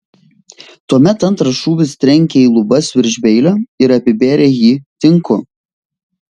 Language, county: Lithuanian, Vilnius